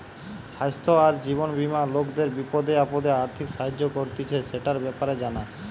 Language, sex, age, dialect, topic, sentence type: Bengali, female, 18-24, Western, banking, statement